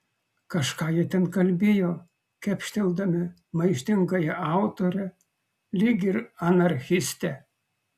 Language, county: Lithuanian, Kaunas